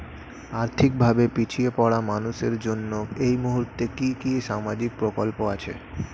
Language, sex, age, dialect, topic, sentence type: Bengali, male, 25-30, Standard Colloquial, banking, question